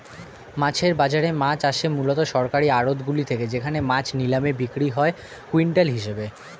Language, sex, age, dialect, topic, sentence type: Bengali, male, 18-24, Standard Colloquial, agriculture, statement